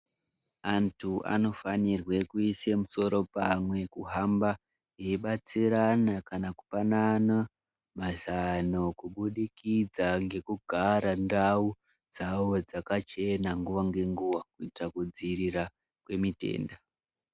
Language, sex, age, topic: Ndau, male, 18-24, health